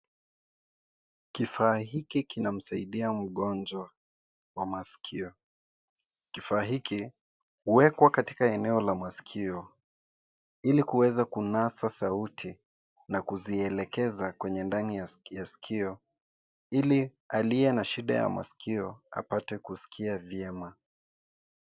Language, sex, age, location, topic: Swahili, male, 25-35, Nairobi, education